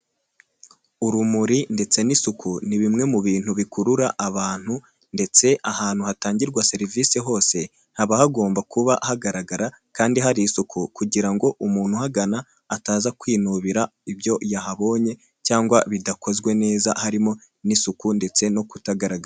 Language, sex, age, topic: Kinyarwanda, male, 18-24, health